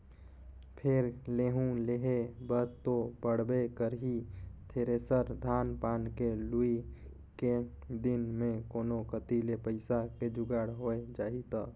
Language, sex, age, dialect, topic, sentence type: Chhattisgarhi, male, 25-30, Northern/Bhandar, banking, statement